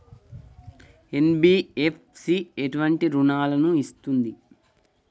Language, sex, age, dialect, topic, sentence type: Telugu, male, 51-55, Telangana, banking, question